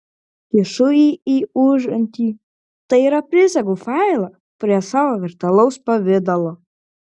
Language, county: Lithuanian, Klaipėda